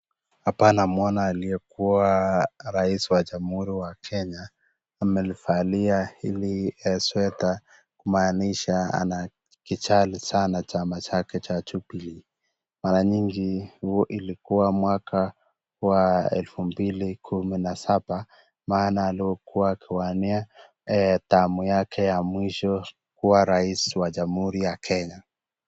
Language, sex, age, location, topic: Swahili, male, 25-35, Nakuru, government